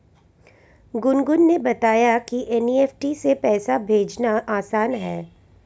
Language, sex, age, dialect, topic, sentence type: Hindi, female, 31-35, Hindustani Malvi Khadi Boli, banking, statement